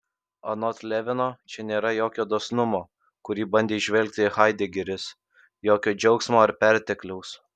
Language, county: Lithuanian, Kaunas